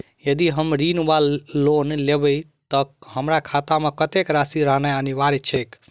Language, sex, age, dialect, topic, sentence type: Maithili, male, 25-30, Southern/Standard, banking, question